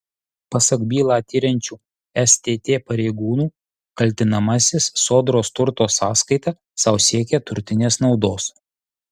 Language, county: Lithuanian, Utena